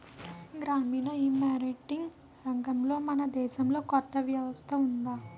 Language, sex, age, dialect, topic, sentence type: Telugu, female, 18-24, Utterandhra, agriculture, question